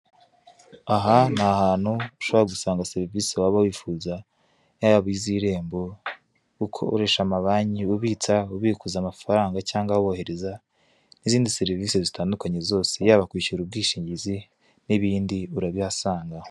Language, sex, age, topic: Kinyarwanda, male, 25-35, government